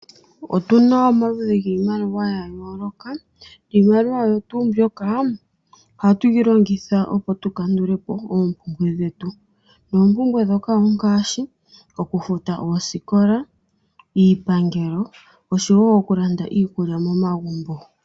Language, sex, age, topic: Oshiwambo, male, 25-35, finance